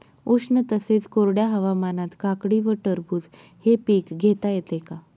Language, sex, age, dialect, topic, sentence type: Marathi, female, 25-30, Northern Konkan, agriculture, question